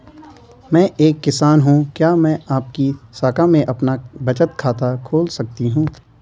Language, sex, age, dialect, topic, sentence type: Hindi, male, 25-30, Garhwali, banking, question